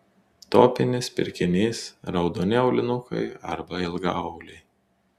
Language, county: Lithuanian, Telšiai